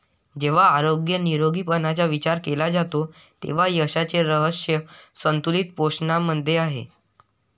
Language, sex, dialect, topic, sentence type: Marathi, male, Varhadi, banking, statement